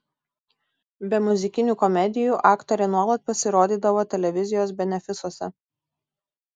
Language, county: Lithuanian, Tauragė